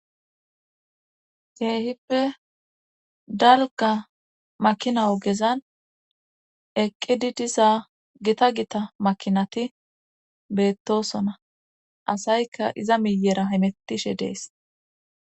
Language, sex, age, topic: Gamo, female, 25-35, government